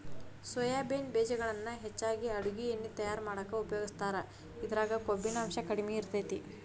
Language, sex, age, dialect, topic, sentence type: Kannada, female, 25-30, Dharwad Kannada, agriculture, statement